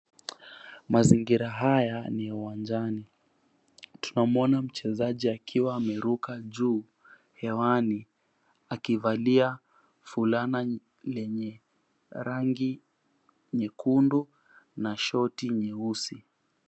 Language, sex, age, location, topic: Swahili, female, 50+, Mombasa, government